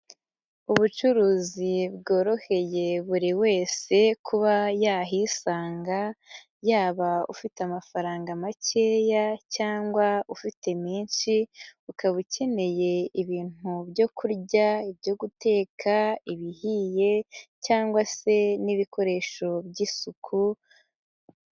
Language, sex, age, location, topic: Kinyarwanda, female, 18-24, Nyagatare, finance